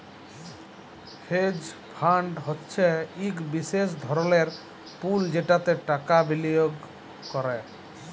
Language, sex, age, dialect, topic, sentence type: Bengali, male, 31-35, Jharkhandi, banking, statement